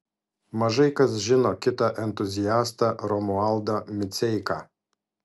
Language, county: Lithuanian, Vilnius